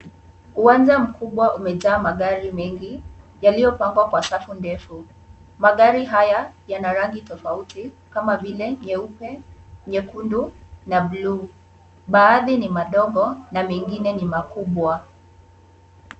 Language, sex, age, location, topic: Swahili, male, 18-24, Kisumu, finance